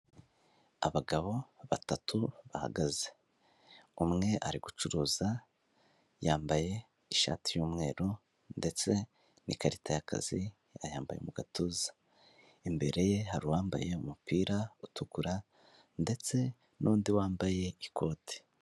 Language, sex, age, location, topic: Kinyarwanda, male, 18-24, Kigali, finance